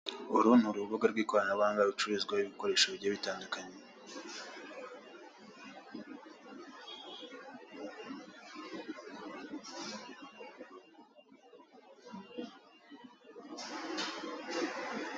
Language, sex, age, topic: Kinyarwanda, male, 25-35, finance